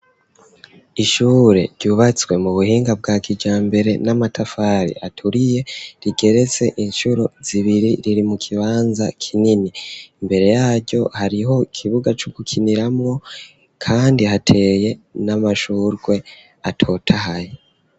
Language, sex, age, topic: Rundi, female, 25-35, education